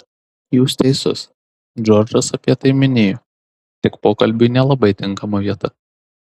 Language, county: Lithuanian, Tauragė